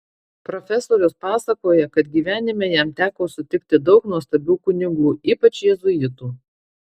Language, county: Lithuanian, Marijampolė